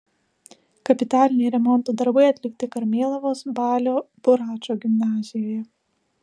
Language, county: Lithuanian, Alytus